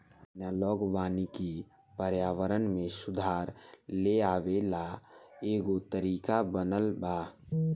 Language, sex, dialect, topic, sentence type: Bhojpuri, male, Southern / Standard, agriculture, statement